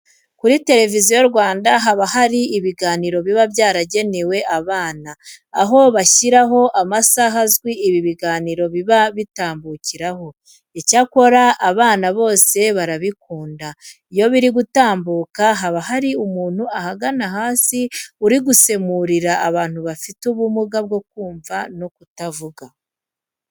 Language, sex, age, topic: Kinyarwanda, female, 25-35, education